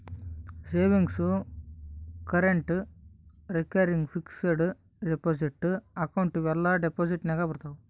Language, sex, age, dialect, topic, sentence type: Kannada, male, 18-24, Northeastern, banking, statement